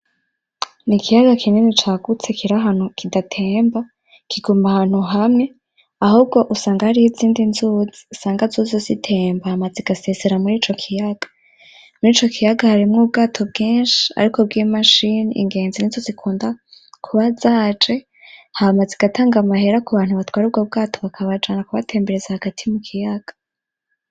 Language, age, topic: Rundi, 18-24, agriculture